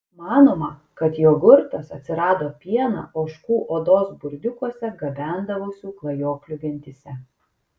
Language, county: Lithuanian, Kaunas